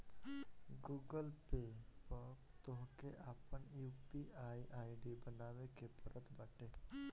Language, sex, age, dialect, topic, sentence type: Bhojpuri, male, 18-24, Northern, banking, statement